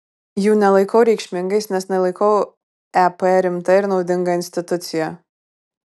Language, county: Lithuanian, Kaunas